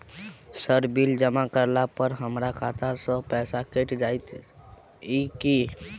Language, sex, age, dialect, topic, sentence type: Maithili, male, 18-24, Southern/Standard, banking, question